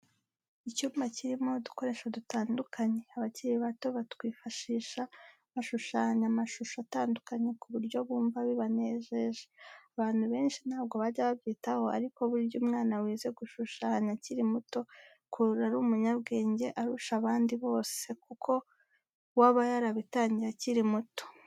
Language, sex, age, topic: Kinyarwanda, female, 25-35, education